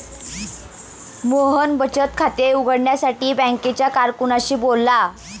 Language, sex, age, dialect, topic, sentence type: Marathi, female, 18-24, Standard Marathi, banking, statement